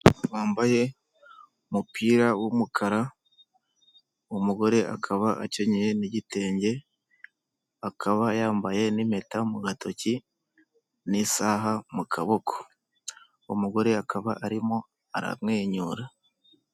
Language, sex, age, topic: Kinyarwanda, male, 25-35, government